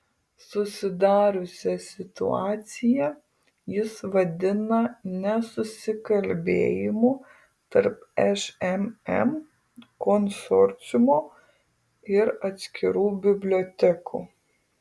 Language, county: Lithuanian, Kaunas